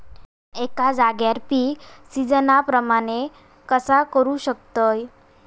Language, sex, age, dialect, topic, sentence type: Marathi, female, 18-24, Southern Konkan, agriculture, question